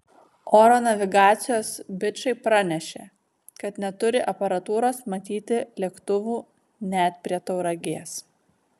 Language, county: Lithuanian, Vilnius